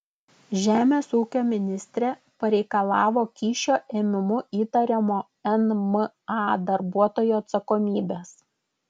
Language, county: Lithuanian, Klaipėda